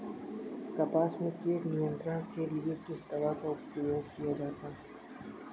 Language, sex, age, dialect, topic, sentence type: Hindi, male, 18-24, Kanauji Braj Bhasha, agriculture, question